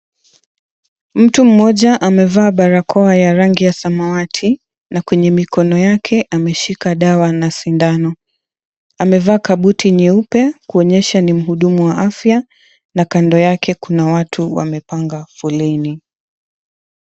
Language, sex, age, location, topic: Swahili, female, 25-35, Mombasa, health